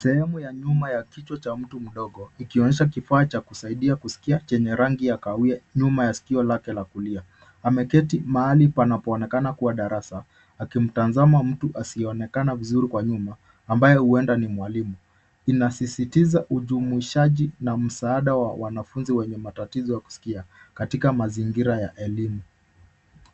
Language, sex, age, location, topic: Swahili, male, 25-35, Nairobi, education